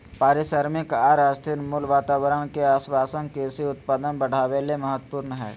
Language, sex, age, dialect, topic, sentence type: Magahi, male, 18-24, Southern, agriculture, statement